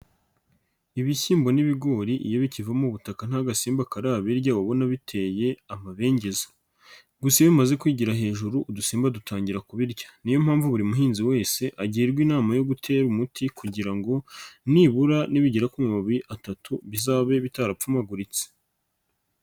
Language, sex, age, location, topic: Kinyarwanda, male, 25-35, Nyagatare, agriculture